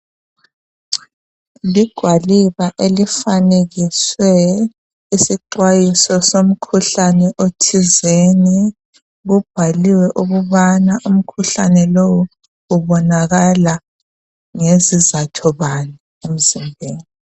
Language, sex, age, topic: North Ndebele, female, 25-35, health